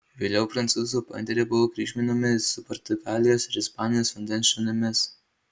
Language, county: Lithuanian, Marijampolė